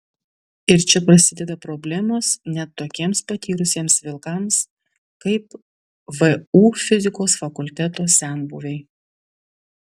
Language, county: Lithuanian, Vilnius